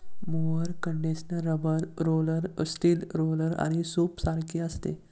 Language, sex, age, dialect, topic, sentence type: Marathi, male, 18-24, Standard Marathi, agriculture, statement